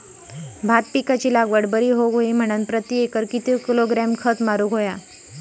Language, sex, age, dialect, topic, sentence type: Marathi, female, 56-60, Southern Konkan, agriculture, question